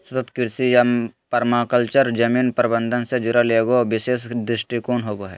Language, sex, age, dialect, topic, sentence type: Magahi, male, 25-30, Southern, agriculture, statement